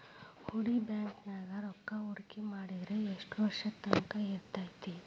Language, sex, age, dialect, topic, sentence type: Kannada, female, 36-40, Dharwad Kannada, banking, statement